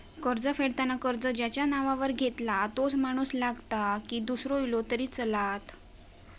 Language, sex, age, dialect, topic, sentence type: Marathi, female, 18-24, Southern Konkan, banking, question